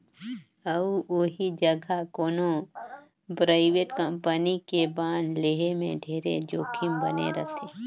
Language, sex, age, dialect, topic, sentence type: Chhattisgarhi, female, 25-30, Northern/Bhandar, banking, statement